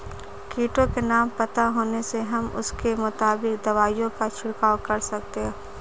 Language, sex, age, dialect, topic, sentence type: Hindi, female, 18-24, Marwari Dhudhari, agriculture, statement